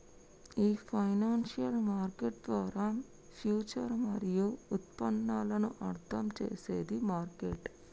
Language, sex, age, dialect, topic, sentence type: Telugu, female, 60-100, Telangana, banking, statement